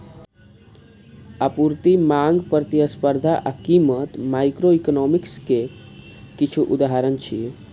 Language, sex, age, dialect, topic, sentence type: Maithili, male, 25-30, Eastern / Thethi, banking, statement